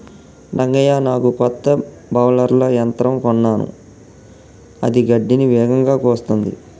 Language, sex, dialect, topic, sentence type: Telugu, male, Telangana, agriculture, statement